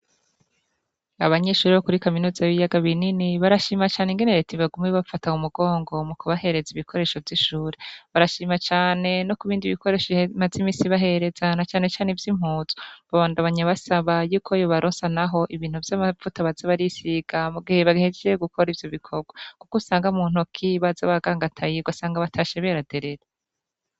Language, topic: Rundi, education